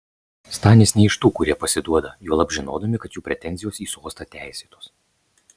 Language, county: Lithuanian, Marijampolė